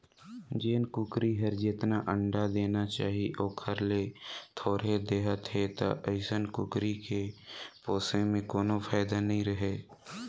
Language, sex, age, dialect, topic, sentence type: Chhattisgarhi, male, 18-24, Northern/Bhandar, agriculture, statement